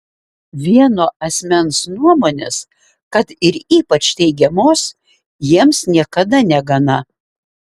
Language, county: Lithuanian, Šiauliai